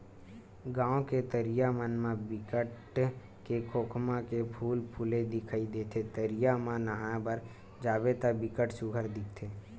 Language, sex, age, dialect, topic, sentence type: Chhattisgarhi, male, 18-24, Western/Budati/Khatahi, agriculture, statement